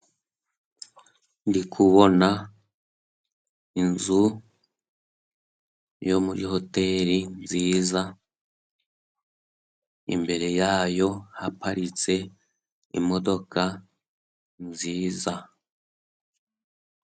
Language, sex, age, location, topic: Kinyarwanda, male, 18-24, Musanze, finance